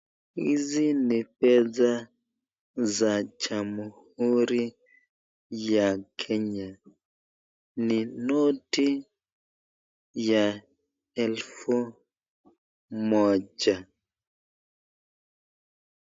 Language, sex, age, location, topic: Swahili, male, 36-49, Nakuru, finance